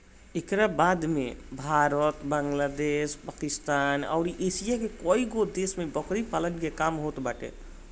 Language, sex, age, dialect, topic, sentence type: Bhojpuri, male, 25-30, Northern, agriculture, statement